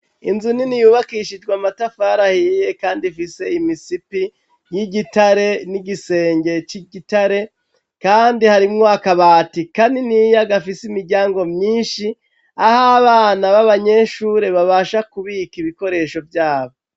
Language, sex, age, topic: Rundi, male, 36-49, education